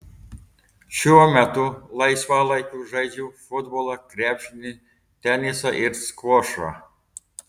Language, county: Lithuanian, Telšiai